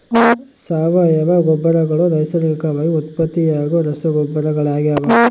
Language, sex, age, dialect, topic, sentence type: Kannada, male, 25-30, Central, agriculture, statement